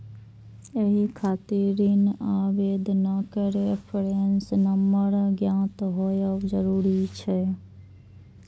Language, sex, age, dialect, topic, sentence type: Maithili, female, 25-30, Eastern / Thethi, banking, statement